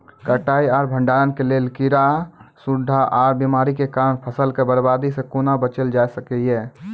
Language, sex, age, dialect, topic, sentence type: Maithili, male, 18-24, Angika, agriculture, question